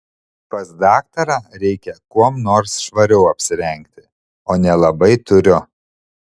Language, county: Lithuanian, Šiauliai